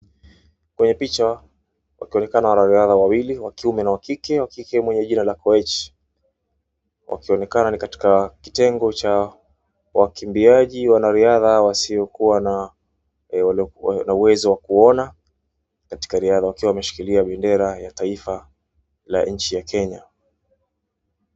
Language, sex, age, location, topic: Swahili, male, 25-35, Wajir, education